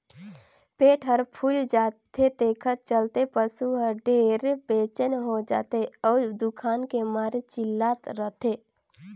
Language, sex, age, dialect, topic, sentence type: Chhattisgarhi, female, 18-24, Northern/Bhandar, agriculture, statement